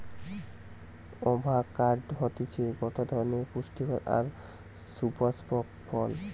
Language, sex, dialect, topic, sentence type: Bengali, male, Western, agriculture, statement